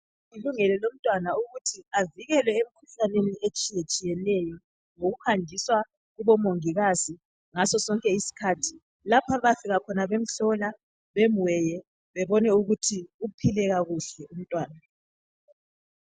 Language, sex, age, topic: North Ndebele, female, 36-49, health